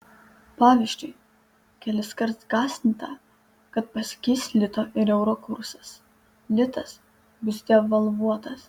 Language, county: Lithuanian, Panevėžys